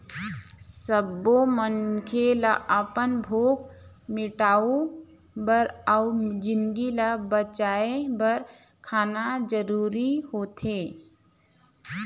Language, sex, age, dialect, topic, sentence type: Chhattisgarhi, female, 25-30, Eastern, agriculture, statement